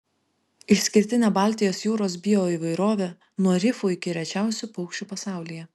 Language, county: Lithuanian, Vilnius